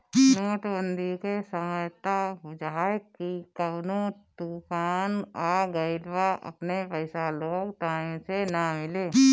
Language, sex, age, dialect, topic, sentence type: Bhojpuri, female, 18-24, Northern, banking, statement